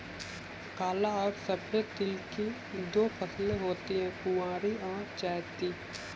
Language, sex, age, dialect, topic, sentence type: Hindi, male, 18-24, Kanauji Braj Bhasha, agriculture, statement